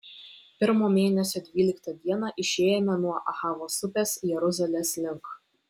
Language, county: Lithuanian, Vilnius